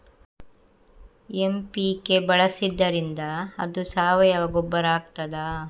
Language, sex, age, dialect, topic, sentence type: Kannada, female, 25-30, Coastal/Dakshin, agriculture, question